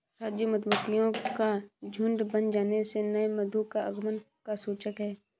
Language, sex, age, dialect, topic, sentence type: Hindi, female, 56-60, Kanauji Braj Bhasha, agriculture, statement